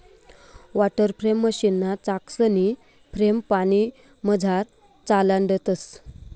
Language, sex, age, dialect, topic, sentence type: Marathi, female, 25-30, Northern Konkan, agriculture, statement